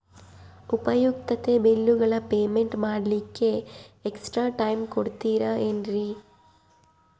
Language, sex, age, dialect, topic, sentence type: Kannada, female, 18-24, Central, banking, question